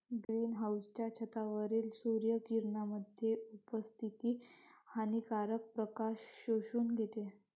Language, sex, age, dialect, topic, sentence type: Marathi, female, 18-24, Varhadi, agriculture, statement